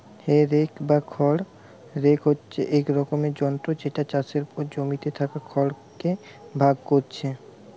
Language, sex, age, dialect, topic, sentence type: Bengali, male, 18-24, Western, agriculture, statement